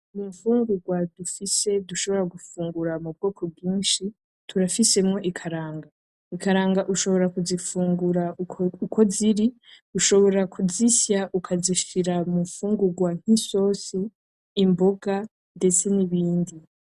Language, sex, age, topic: Rundi, female, 18-24, agriculture